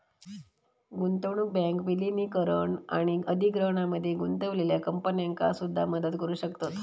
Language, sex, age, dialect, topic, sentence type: Marathi, female, 31-35, Southern Konkan, banking, statement